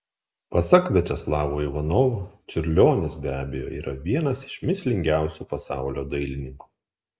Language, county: Lithuanian, Kaunas